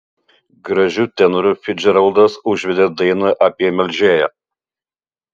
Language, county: Lithuanian, Utena